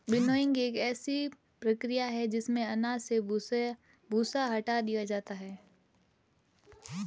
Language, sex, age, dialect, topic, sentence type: Hindi, female, 18-24, Marwari Dhudhari, agriculture, statement